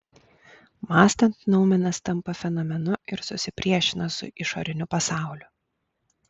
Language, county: Lithuanian, Klaipėda